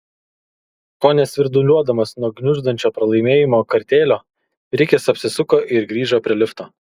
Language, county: Lithuanian, Kaunas